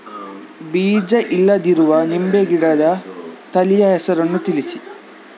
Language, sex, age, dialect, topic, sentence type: Kannada, male, 18-24, Coastal/Dakshin, agriculture, question